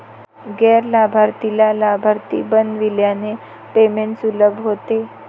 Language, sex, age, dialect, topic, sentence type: Marathi, female, 18-24, Varhadi, banking, statement